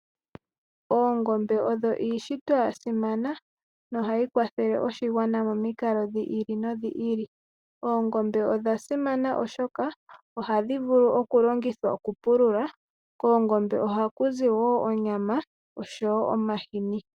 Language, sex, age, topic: Oshiwambo, female, 18-24, agriculture